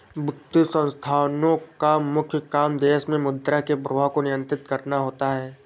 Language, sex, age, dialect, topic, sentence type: Hindi, male, 46-50, Awadhi Bundeli, banking, statement